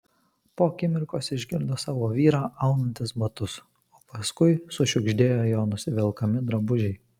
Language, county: Lithuanian, Kaunas